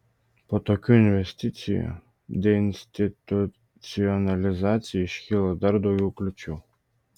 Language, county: Lithuanian, Vilnius